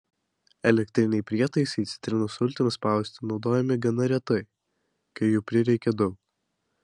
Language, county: Lithuanian, Vilnius